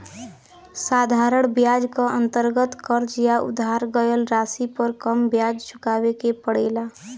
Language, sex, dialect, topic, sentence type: Bhojpuri, female, Western, banking, statement